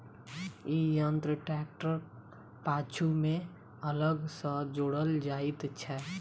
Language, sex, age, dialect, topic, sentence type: Maithili, female, 18-24, Southern/Standard, agriculture, statement